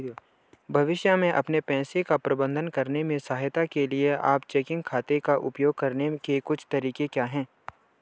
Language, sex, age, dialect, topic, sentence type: Hindi, male, 18-24, Hindustani Malvi Khadi Boli, banking, question